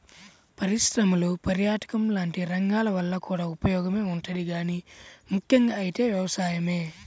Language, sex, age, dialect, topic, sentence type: Telugu, male, 18-24, Central/Coastal, agriculture, statement